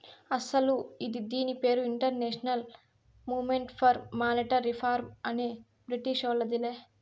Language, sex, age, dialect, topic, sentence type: Telugu, female, 60-100, Southern, banking, statement